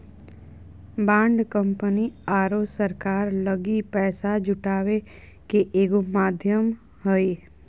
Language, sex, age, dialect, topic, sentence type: Magahi, female, 41-45, Southern, banking, statement